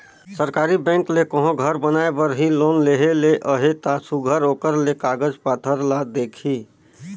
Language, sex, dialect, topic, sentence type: Chhattisgarhi, male, Northern/Bhandar, banking, statement